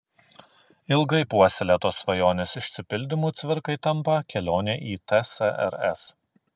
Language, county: Lithuanian, Kaunas